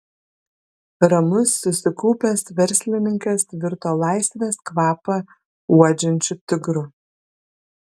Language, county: Lithuanian, Kaunas